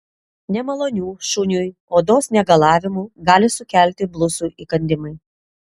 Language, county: Lithuanian, Telšiai